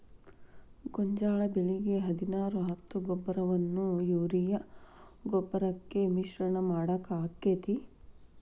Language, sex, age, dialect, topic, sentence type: Kannada, female, 36-40, Dharwad Kannada, agriculture, question